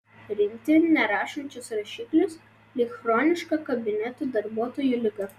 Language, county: Lithuanian, Vilnius